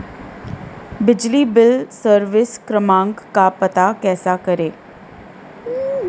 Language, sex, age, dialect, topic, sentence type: Hindi, female, 31-35, Marwari Dhudhari, banking, question